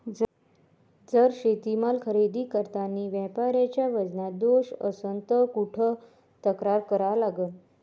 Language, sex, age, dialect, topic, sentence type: Marathi, female, 18-24, Varhadi, agriculture, question